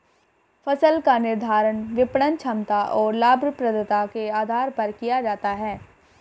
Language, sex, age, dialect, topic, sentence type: Hindi, female, 18-24, Hindustani Malvi Khadi Boli, agriculture, statement